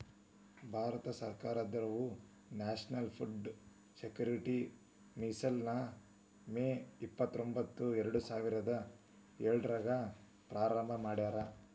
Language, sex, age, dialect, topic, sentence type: Kannada, female, 18-24, Dharwad Kannada, agriculture, statement